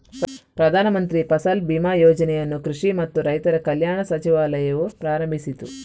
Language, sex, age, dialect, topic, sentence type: Kannada, female, 18-24, Coastal/Dakshin, agriculture, statement